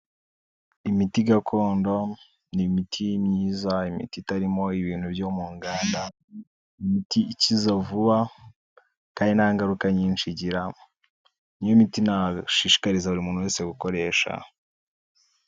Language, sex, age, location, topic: Kinyarwanda, male, 18-24, Kigali, health